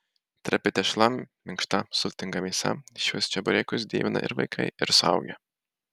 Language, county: Lithuanian, Marijampolė